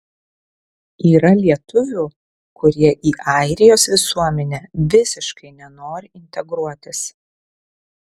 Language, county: Lithuanian, Vilnius